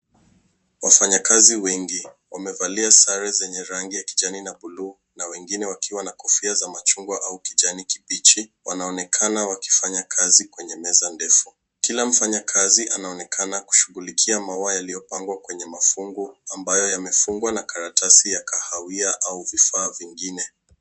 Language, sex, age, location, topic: Swahili, male, 18-24, Nairobi, agriculture